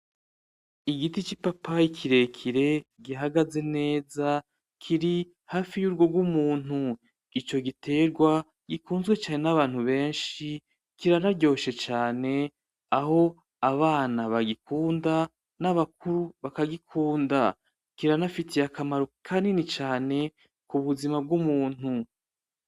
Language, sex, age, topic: Rundi, male, 36-49, agriculture